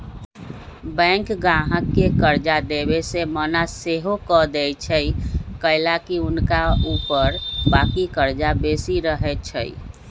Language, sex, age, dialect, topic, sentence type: Magahi, female, 36-40, Western, banking, statement